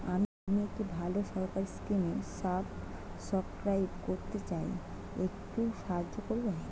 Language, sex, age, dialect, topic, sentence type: Bengali, female, 25-30, Standard Colloquial, banking, question